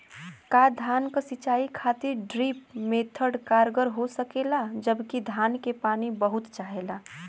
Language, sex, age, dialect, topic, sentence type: Bhojpuri, female, 18-24, Western, agriculture, question